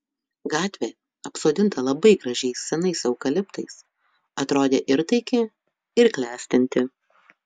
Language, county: Lithuanian, Utena